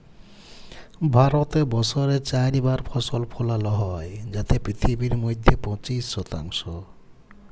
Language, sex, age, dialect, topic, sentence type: Bengali, male, 18-24, Jharkhandi, agriculture, statement